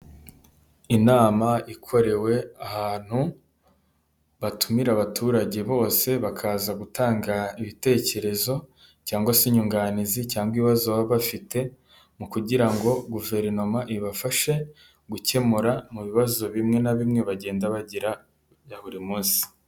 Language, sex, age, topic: Kinyarwanda, male, 18-24, government